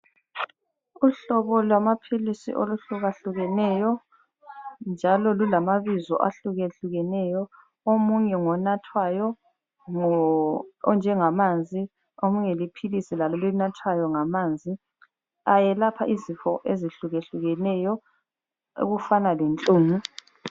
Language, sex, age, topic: North Ndebele, female, 25-35, health